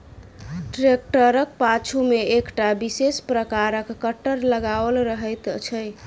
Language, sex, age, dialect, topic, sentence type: Maithili, female, 25-30, Southern/Standard, agriculture, statement